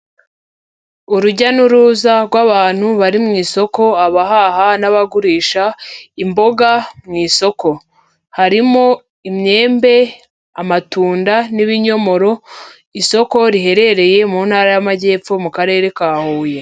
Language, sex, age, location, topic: Kinyarwanda, female, 18-24, Huye, agriculture